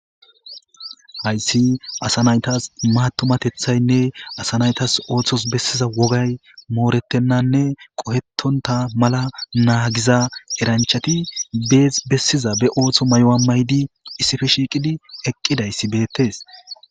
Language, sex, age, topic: Gamo, male, 25-35, government